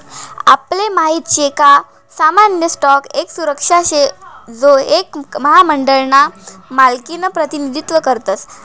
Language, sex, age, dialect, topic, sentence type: Marathi, male, 18-24, Northern Konkan, banking, statement